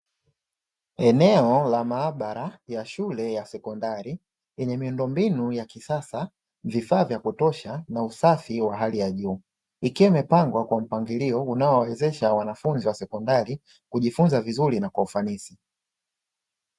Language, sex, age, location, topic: Swahili, male, 25-35, Dar es Salaam, education